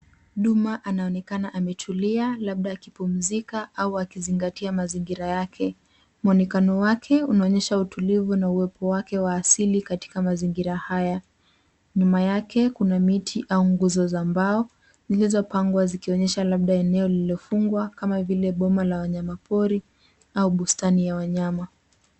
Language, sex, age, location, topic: Swahili, female, 18-24, Nairobi, government